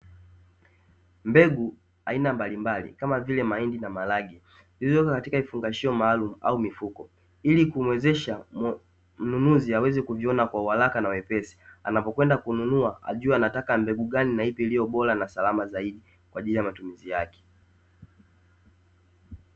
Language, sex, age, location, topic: Swahili, male, 18-24, Dar es Salaam, agriculture